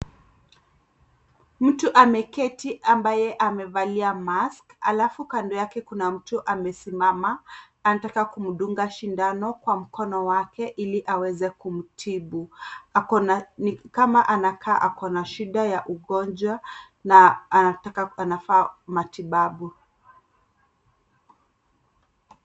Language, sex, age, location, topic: Swahili, female, 25-35, Kisii, health